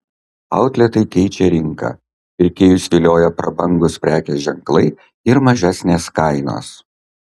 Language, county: Lithuanian, Kaunas